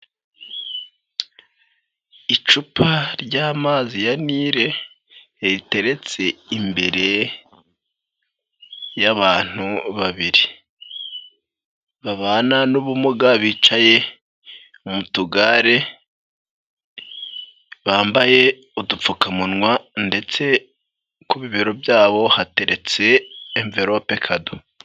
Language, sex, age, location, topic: Kinyarwanda, male, 25-35, Nyagatare, health